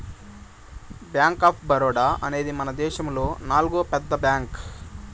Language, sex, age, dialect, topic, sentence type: Telugu, male, 18-24, Southern, banking, statement